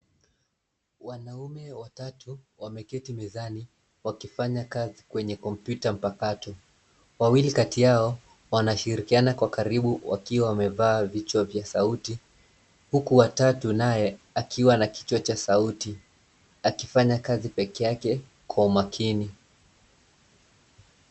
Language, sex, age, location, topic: Swahili, male, 25-35, Nairobi, education